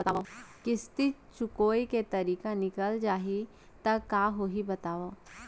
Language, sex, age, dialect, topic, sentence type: Chhattisgarhi, female, 25-30, Central, banking, question